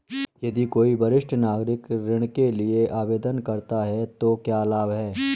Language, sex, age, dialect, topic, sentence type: Hindi, male, 31-35, Marwari Dhudhari, banking, question